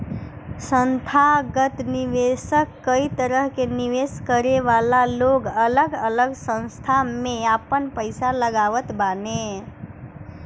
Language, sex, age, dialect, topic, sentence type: Bhojpuri, female, 18-24, Northern, banking, statement